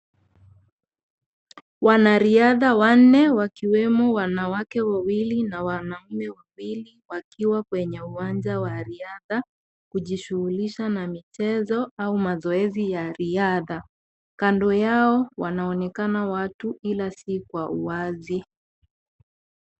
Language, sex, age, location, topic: Swahili, female, 25-35, Kisii, education